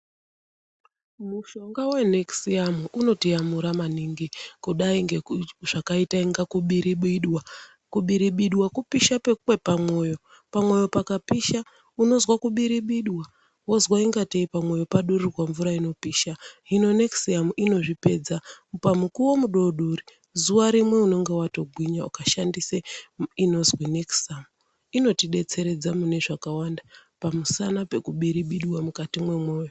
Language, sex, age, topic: Ndau, female, 36-49, health